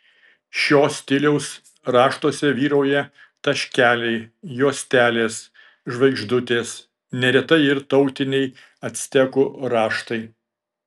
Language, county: Lithuanian, Šiauliai